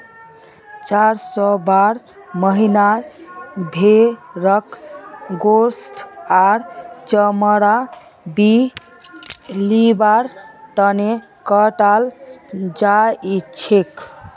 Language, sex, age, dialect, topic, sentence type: Magahi, female, 25-30, Northeastern/Surjapuri, agriculture, statement